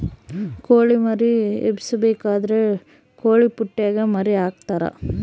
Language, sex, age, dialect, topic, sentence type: Kannada, female, 18-24, Central, agriculture, statement